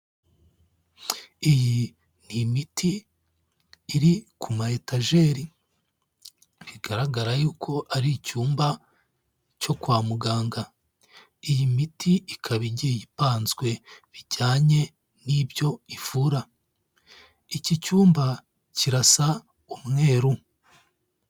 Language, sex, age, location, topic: Kinyarwanda, male, 25-35, Kigali, health